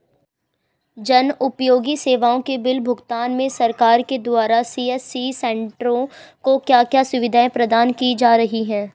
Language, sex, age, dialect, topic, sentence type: Hindi, female, 18-24, Garhwali, banking, question